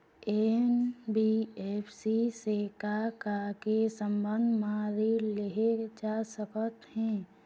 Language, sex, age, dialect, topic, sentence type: Chhattisgarhi, female, 18-24, Eastern, banking, question